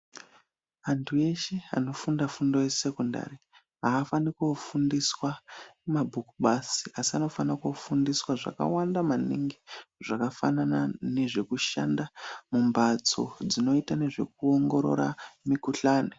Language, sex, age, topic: Ndau, male, 25-35, education